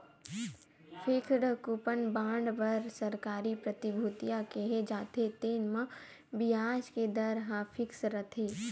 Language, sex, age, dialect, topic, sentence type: Chhattisgarhi, female, 18-24, Western/Budati/Khatahi, banking, statement